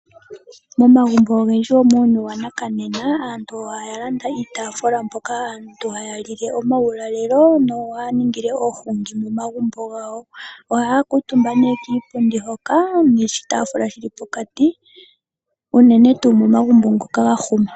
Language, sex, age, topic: Oshiwambo, female, 18-24, finance